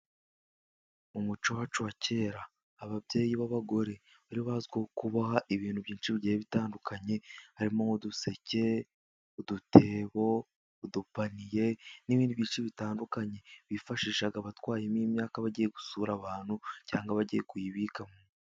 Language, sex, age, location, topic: Kinyarwanda, male, 18-24, Musanze, government